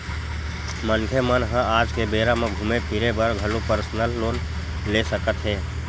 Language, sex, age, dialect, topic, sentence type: Chhattisgarhi, male, 25-30, Western/Budati/Khatahi, banking, statement